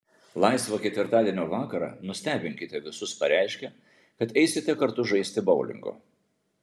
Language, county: Lithuanian, Vilnius